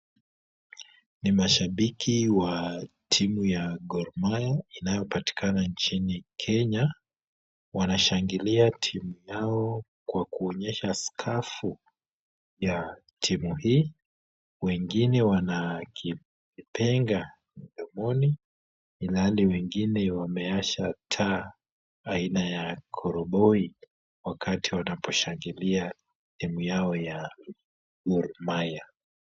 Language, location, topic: Swahili, Kisumu, government